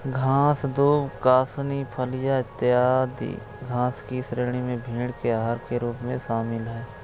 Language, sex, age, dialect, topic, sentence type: Hindi, male, 18-24, Awadhi Bundeli, agriculture, statement